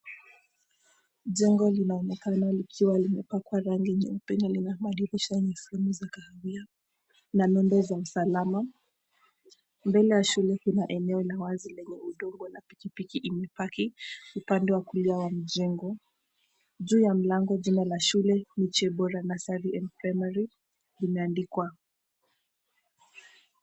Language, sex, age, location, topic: Swahili, female, 18-24, Mombasa, education